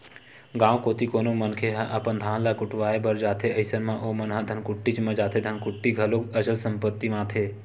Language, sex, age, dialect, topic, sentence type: Chhattisgarhi, male, 25-30, Western/Budati/Khatahi, banking, statement